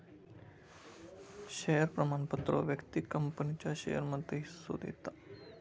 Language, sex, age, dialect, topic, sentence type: Marathi, male, 25-30, Southern Konkan, banking, statement